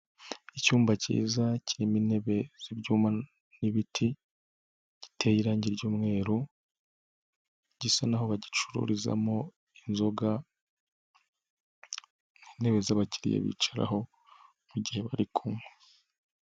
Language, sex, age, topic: Kinyarwanda, male, 25-35, finance